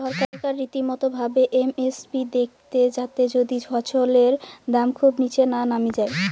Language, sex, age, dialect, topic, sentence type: Bengali, male, 18-24, Rajbangshi, agriculture, statement